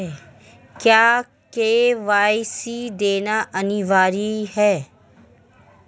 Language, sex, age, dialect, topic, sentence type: Hindi, female, 31-35, Marwari Dhudhari, banking, question